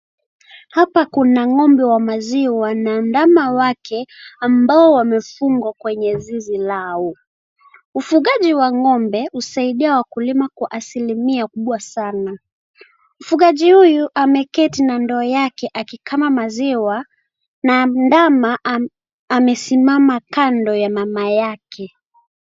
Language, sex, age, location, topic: Swahili, female, 18-24, Kisii, agriculture